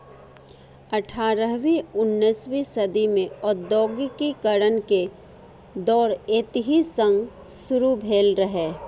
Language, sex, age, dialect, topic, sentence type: Maithili, female, 36-40, Eastern / Thethi, agriculture, statement